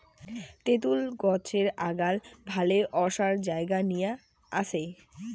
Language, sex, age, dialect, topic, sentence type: Bengali, female, 18-24, Rajbangshi, agriculture, statement